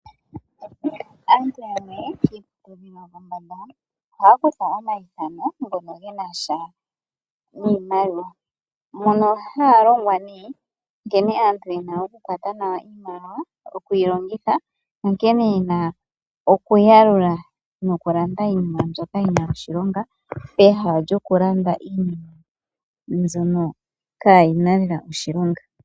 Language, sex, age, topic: Oshiwambo, male, 25-35, finance